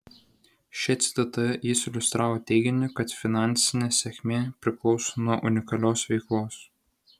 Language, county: Lithuanian, Vilnius